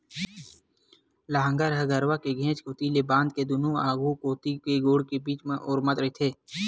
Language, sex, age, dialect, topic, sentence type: Chhattisgarhi, male, 60-100, Western/Budati/Khatahi, agriculture, statement